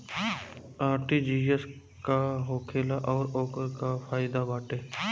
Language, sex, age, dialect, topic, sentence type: Bhojpuri, male, 25-30, Southern / Standard, banking, question